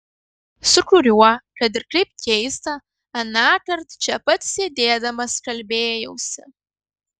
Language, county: Lithuanian, Kaunas